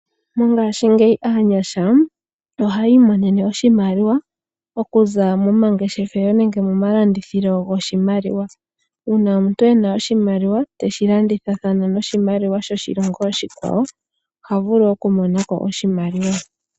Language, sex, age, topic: Oshiwambo, female, 18-24, finance